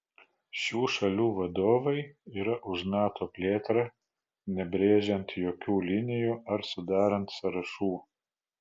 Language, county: Lithuanian, Vilnius